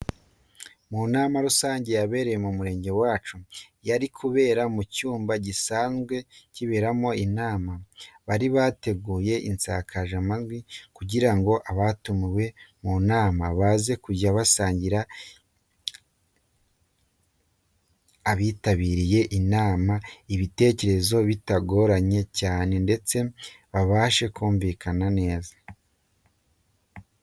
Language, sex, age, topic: Kinyarwanda, male, 25-35, education